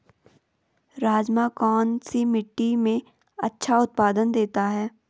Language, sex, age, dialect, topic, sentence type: Hindi, female, 18-24, Garhwali, agriculture, question